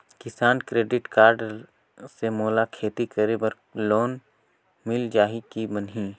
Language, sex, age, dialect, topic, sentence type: Chhattisgarhi, male, 18-24, Northern/Bhandar, banking, question